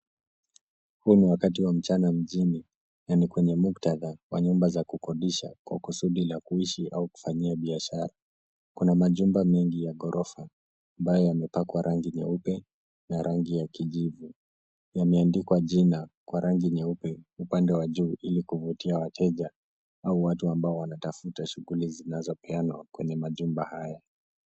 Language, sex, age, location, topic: Swahili, male, 18-24, Nairobi, finance